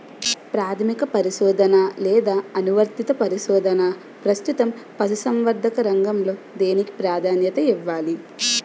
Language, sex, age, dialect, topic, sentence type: Telugu, female, 18-24, Utterandhra, agriculture, question